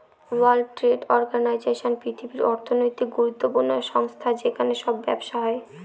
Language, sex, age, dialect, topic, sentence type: Bengali, female, 31-35, Northern/Varendri, banking, statement